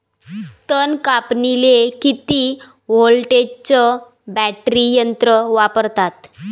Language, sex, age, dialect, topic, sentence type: Marathi, female, 18-24, Varhadi, agriculture, question